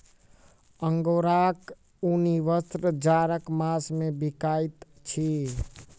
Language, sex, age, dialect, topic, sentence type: Maithili, male, 18-24, Southern/Standard, agriculture, statement